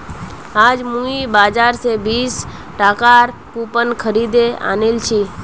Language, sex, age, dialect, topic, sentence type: Magahi, female, 18-24, Northeastern/Surjapuri, banking, statement